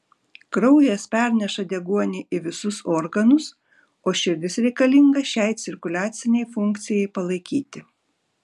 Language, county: Lithuanian, Šiauliai